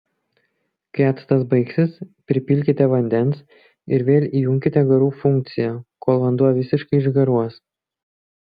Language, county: Lithuanian, Kaunas